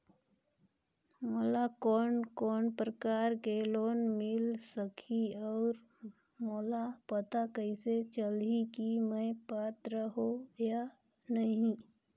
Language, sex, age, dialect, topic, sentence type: Chhattisgarhi, female, 31-35, Northern/Bhandar, banking, question